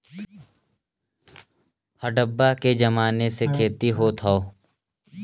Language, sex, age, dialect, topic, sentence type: Bhojpuri, male, <18, Western, agriculture, statement